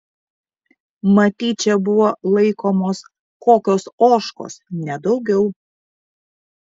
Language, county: Lithuanian, Vilnius